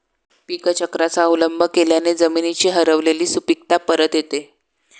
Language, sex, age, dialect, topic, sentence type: Marathi, male, 56-60, Standard Marathi, agriculture, statement